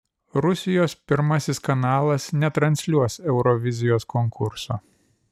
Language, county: Lithuanian, Vilnius